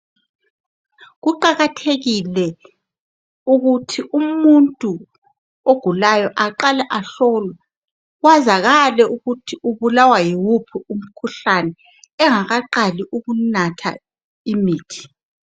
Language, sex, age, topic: North Ndebele, female, 36-49, health